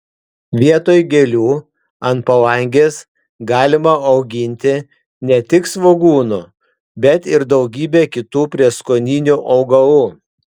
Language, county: Lithuanian, Panevėžys